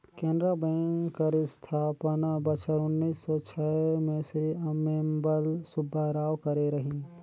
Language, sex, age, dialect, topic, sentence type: Chhattisgarhi, male, 36-40, Northern/Bhandar, banking, statement